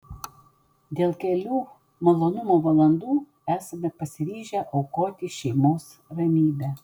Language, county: Lithuanian, Vilnius